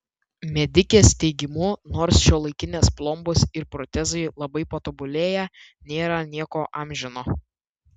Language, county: Lithuanian, Vilnius